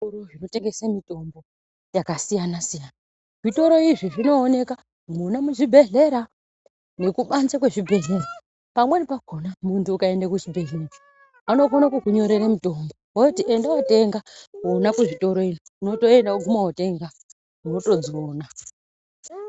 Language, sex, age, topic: Ndau, female, 25-35, health